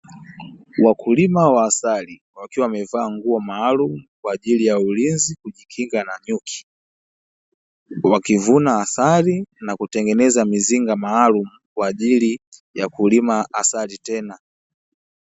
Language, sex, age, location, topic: Swahili, male, 18-24, Dar es Salaam, agriculture